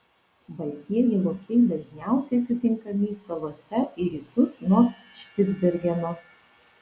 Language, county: Lithuanian, Vilnius